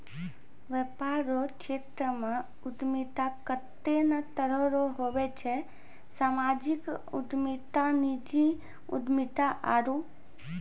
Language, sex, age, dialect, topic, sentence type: Maithili, female, 25-30, Angika, banking, statement